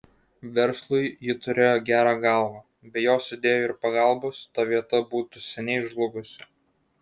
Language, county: Lithuanian, Vilnius